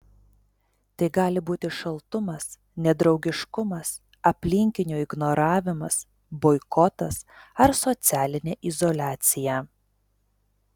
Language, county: Lithuanian, Telšiai